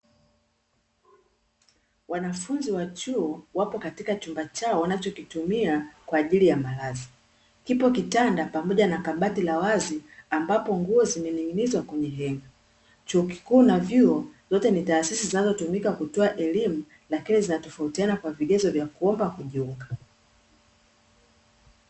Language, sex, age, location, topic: Swahili, female, 36-49, Dar es Salaam, education